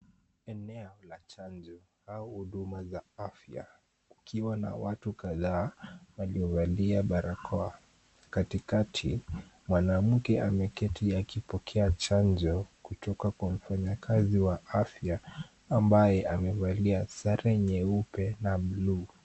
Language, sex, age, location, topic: Swahili, male, 18-24, Kisumu, health